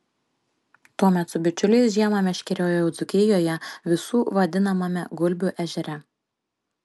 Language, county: Lithuanian, Panevėžys